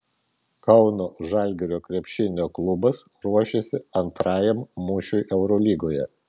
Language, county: Lithuanian, Vilnius